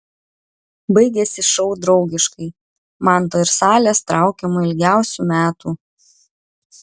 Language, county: Lithuanian, Kaunas